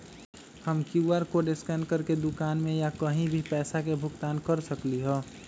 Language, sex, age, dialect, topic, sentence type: Magahi, male, 18-24, Western, banking, question